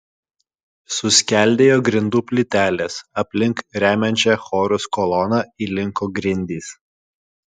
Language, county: Lithuanian, Kaunas